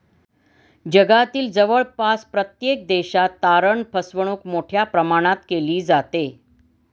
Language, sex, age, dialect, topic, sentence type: Marathi, female, 51-55, Standard Marathi, banking, statement